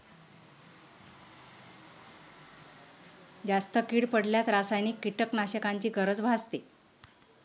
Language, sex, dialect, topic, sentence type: Marathi, male, Standard Marathi, agriculture, statement